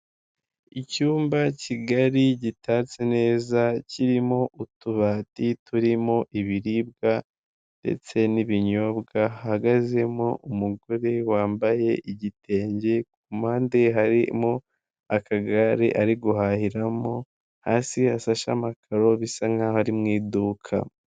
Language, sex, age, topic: Kinyarwanda, male, 18-24, finance